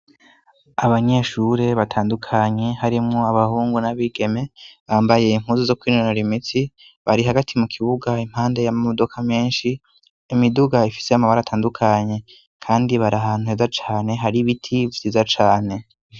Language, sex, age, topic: Rundi, female, 18-24, education